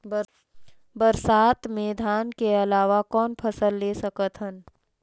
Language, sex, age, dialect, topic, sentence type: Chhattisgarhi, female, 46-50, Northern/Bhandar, agriculture, question